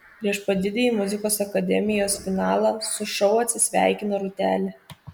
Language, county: Lithuanian, Kaunas